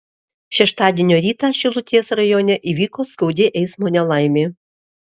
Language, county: Lithuanian, Alytus